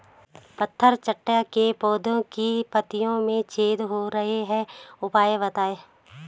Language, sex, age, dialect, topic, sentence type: Hindi, female, 31-35, Garhwali, agriculture, question